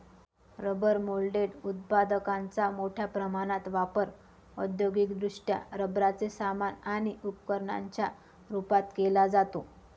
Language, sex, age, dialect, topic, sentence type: Marathi, female, 25-30, Northern Konkan, agriculture, statement